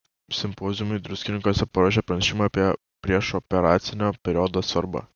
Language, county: Lithuanian, Kaunas